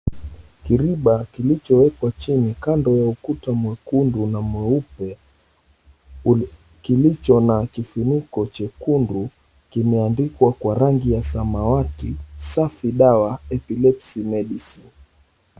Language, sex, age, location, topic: Swahili, male, 25-35, Mombasa, health